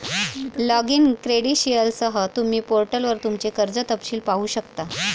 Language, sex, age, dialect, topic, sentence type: Marathi, female, 36-40, Varhadi, banking, statement